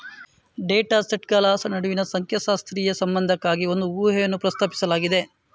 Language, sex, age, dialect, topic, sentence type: Kannada, male, 18-24, Coastal/Dakshin, banking, statement